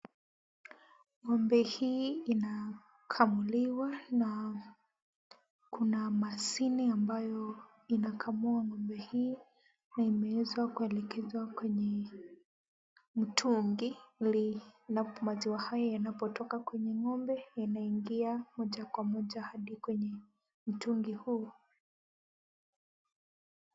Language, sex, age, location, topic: Swahili, female, 18-24, Kisumu, agriculture